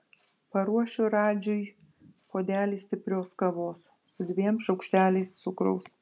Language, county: Lithuanian, Panevėžys